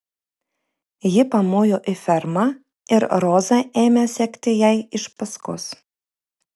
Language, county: Lithuanian, Vilnius